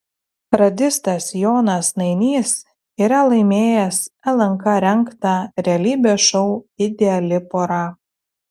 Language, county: Lithuanian, Telšiai